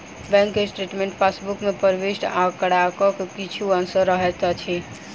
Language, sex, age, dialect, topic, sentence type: Maithili, female, 18-24, Southern/Standard, banking, statement